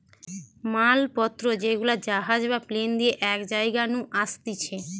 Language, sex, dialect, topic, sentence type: Bengali, female, Western, banking, statement